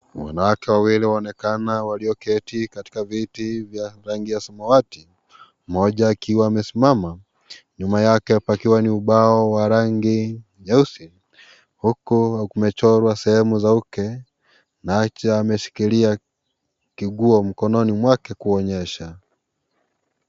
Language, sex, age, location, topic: Swahili, male, 18-24, Kisii, health